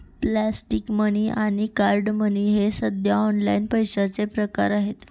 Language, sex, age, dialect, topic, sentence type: Marathi, female, 18-24, Northern Konkan, banking, statement